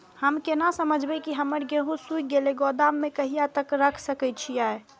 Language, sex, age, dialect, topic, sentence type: Maithili, female, 18-24, Eastern / Thethi, agriculture, question